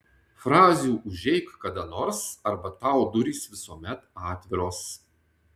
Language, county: Lithuanian, Tauragė